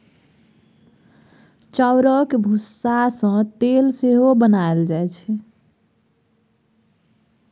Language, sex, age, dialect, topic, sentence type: Maithili, female, 31-35, Bajjika, agriculture, statement